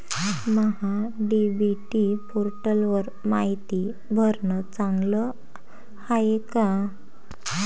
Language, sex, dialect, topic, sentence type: Marathi, female, Varhadi, agriculture, question